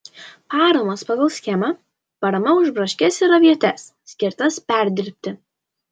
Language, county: Lithuanian, Alytus